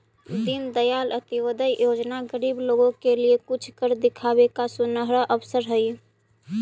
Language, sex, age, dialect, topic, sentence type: Magahi, female, 18-24, Central/Standard, banking, statement